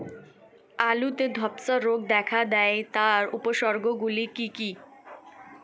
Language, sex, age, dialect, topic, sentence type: Bengali, female, 18-24, Standard Colloquial, agriculture, question